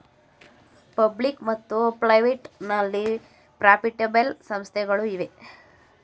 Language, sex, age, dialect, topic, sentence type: Kannada, male, 18-24, Mysore Kannada, banking, statement